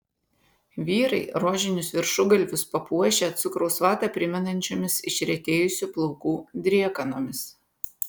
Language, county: Lithuanian, Vilnius